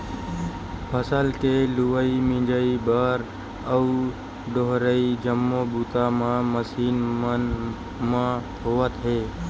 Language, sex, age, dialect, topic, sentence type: Chhattisgarhi, male, 18-24, Western/Budati/Khatahi, agriculture, statement